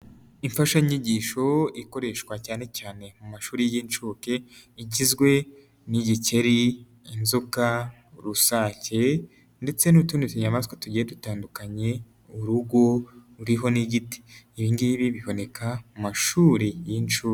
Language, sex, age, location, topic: Kinyarwanda, male, 18-24, Nyagatare, education